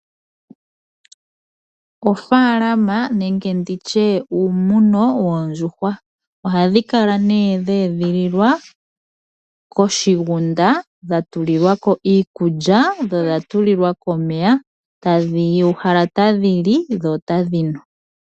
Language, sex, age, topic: Oshiwambo, female, 25-35, agriculture